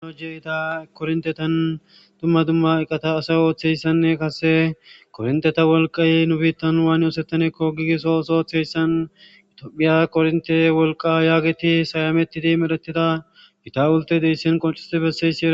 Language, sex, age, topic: Gamo, male, 18-24, government